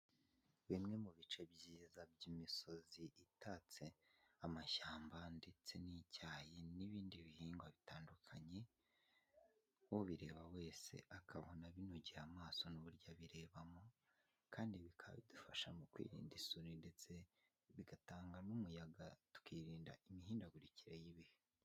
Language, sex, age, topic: Kinyarwanda, male, 18-24, agriculture